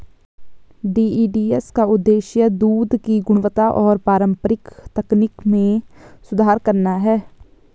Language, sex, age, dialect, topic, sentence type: Hindi, female, 18-24, Garhwali, agriculture, statement